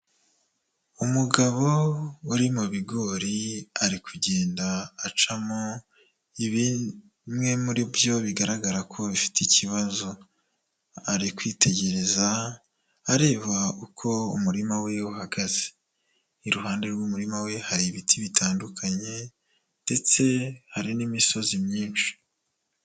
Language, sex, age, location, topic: Kinyarwanda, male, 25-35, Nyagatare, agriculture